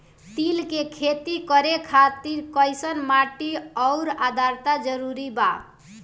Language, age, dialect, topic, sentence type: Bhojpuri, 18-24, Southern / Standard, agriculture, question